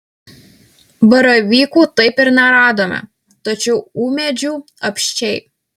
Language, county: Lithuanian, Alytus